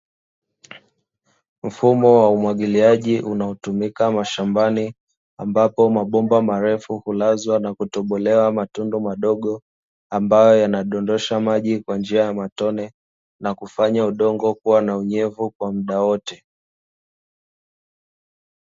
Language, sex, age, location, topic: Swahili, male, 18-24, Dar es Salaam, agriculture